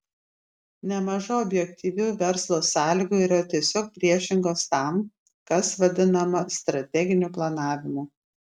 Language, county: Lithuanian, Klaipėda